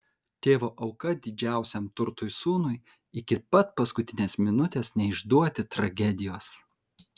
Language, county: Lithuanian, Kaunas